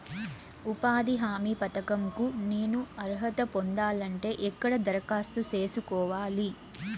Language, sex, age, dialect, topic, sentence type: Telugu, female, 25-30, Southern, banking, question